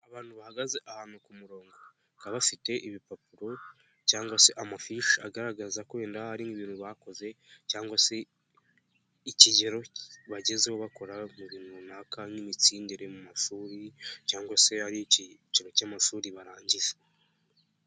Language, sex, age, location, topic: Kinyarwanda, male, 18-24, Nyagatare, education